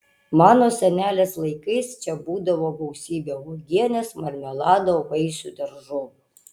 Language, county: Lithuanian, Utena